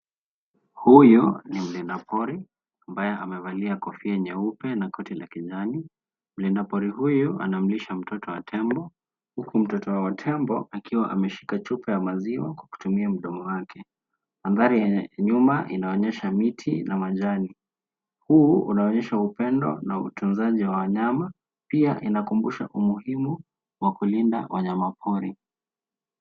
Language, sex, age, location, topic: Swahili, male, 18-24, Nairobi, government